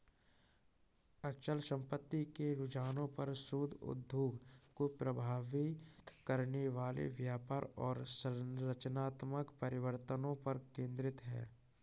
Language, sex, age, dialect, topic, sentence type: Hindi, male, 36-40, Kanauji Braj Bhasha, banking, statement